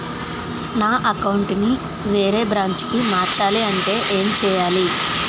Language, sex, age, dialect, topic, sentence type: Telugu, female, 31-35, Utterandhra, banking, question